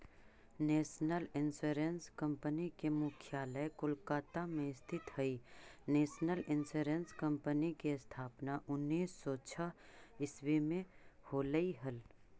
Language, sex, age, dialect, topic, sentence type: Magahi, female, 36-40, Central/Standard, banking, statement